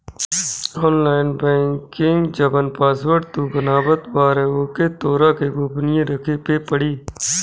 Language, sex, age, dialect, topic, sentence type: Bhojpuri, male, 31-35, Northern, banking, statement